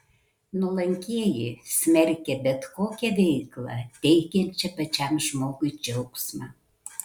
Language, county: Lithuanian, Kaunas